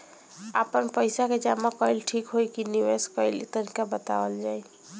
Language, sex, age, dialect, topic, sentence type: Bhojpuri, female, 18-24, Northern, banking, question